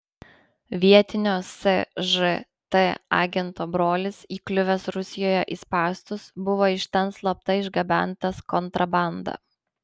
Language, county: Lithuanian, Panevėžys